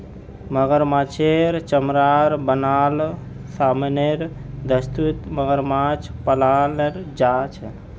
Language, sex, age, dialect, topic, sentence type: Magahi, male, 18-24, Northeastern/Surjapuri, agriculture, statement